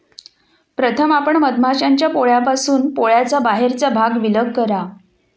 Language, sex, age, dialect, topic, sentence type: Marathi, female, 41-45, Standard Marathi, agriculture, statement